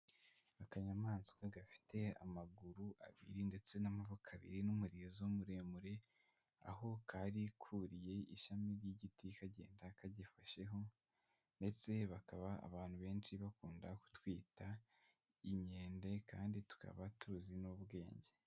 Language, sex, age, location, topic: Kinyarwanda, male, 18-24, Huye, agriculture